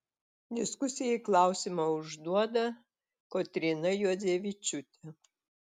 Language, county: Lithuanian, Telšiai